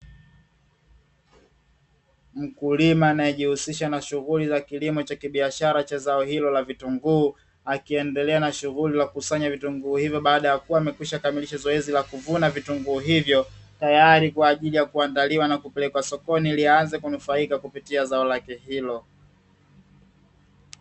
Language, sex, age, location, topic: Swahili, male, 25-35, Dar es Salaam, agriculture